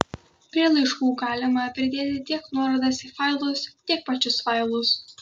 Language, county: Lithuanian, Kaunas